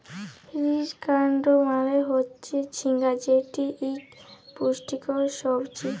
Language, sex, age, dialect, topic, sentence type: Bengali, female, <18, Jharkhandi, agriculture, statement